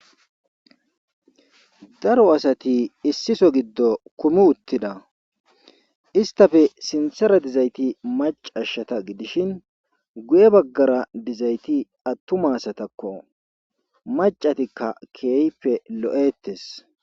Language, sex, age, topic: Gamo, male, 25-35, government